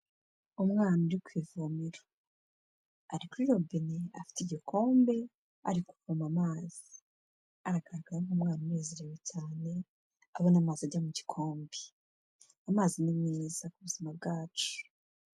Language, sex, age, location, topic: Kinyarwanda, female, 25-35, Kigali, health